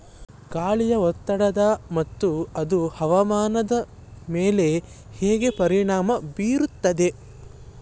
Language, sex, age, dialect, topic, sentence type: Kannada, male, 18-24, Mysore Kannada, agriculture, question